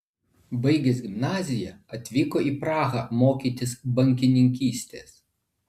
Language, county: Lithuanian, Vilnius